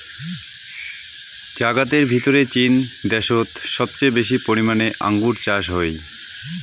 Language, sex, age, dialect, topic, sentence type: Bengali, male, 25-30, Rajbangshi, agriculture, statement